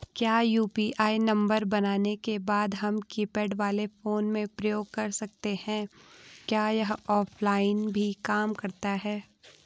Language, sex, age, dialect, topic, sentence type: Hindi, female, 18-24, Garhwali, banking, question